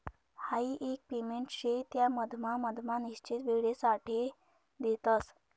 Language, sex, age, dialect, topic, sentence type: Marathi, male, 31-35, Northern Konkan, banking, statement